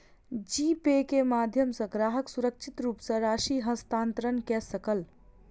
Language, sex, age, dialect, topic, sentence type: Maithili, female, 41-45, Southern/Standard, banking, statement